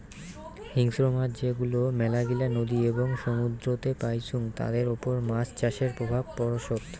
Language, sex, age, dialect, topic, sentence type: Bengali, male, 18-24, Rajbangshi, agriculture, statement